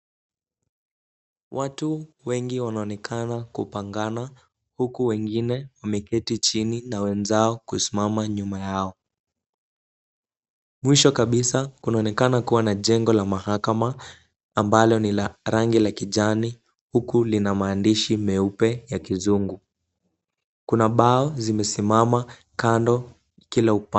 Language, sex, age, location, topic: Swahili, male, 18-24, Kisumu, government